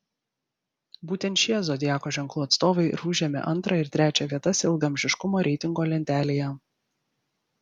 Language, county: Lithuanian, Vilnius